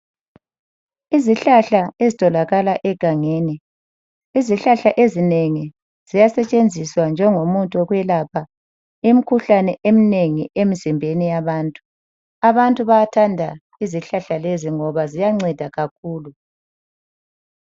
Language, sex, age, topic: North Ndebele, female, 50+, health